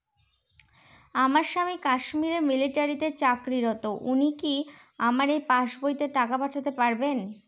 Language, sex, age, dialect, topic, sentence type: Bengali, female, 18-24, Northern/Varendri, banking, question